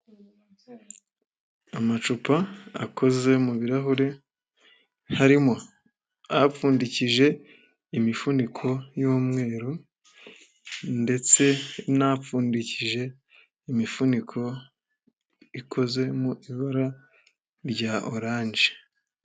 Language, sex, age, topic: Kinyarwanda, male, 18-24, health